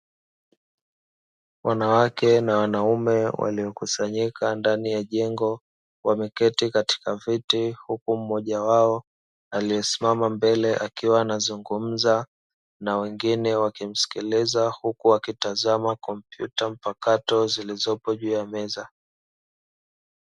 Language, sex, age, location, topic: Swahili, male, 18-24, Dar es Salaam, education